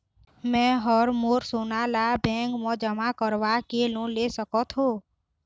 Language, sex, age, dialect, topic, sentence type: Chhattisgarhi, female, 18-24, Eastern, banking, question